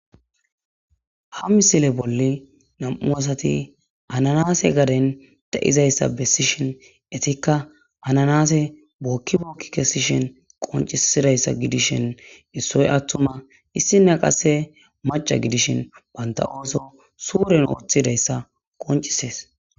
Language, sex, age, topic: Gamo, male, 18-24, agriculture